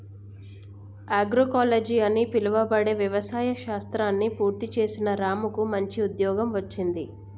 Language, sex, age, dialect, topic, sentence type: Telugu, female, 25-30, Telangana, agriculture, statement